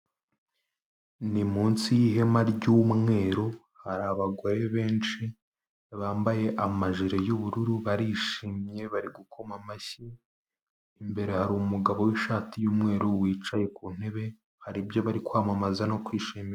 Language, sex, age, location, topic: Kinyarwanda, male, 18-24, Kigali, health